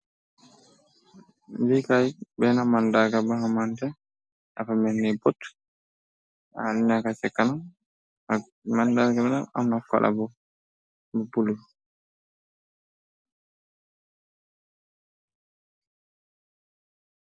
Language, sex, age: Wolof, male, 25-35